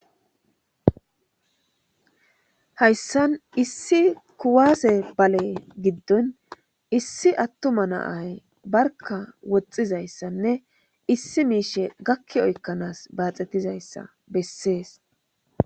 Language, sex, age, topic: Gamo, female, 25-35, government